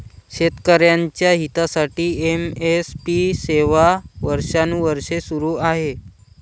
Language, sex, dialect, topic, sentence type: Marathi, male, Varhadi, agriculture, statement